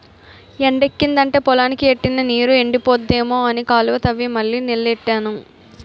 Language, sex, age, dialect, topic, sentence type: Telugu, female, 18-24, Utterandhra, agriculture, statement